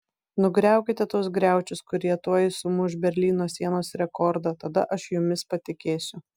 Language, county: Lithuanian, Vilnius